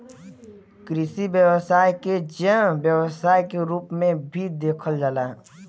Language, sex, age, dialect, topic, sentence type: Bhojpuri, male, 18-24, Western, agriculture, statement